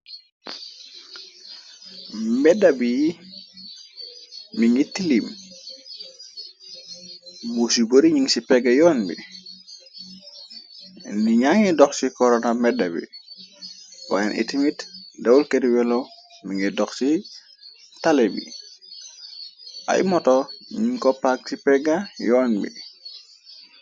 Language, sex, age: Wolof, male, 25-35